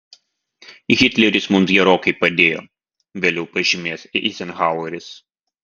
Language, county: Lithuanian, Vilnius